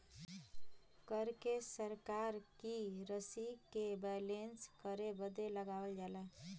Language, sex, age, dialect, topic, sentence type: Bhojpuri, female, 25-30, Western, banking, statement